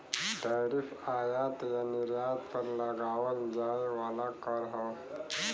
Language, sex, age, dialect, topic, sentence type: Bhojpuri, male, 25-30, Western, banking, statement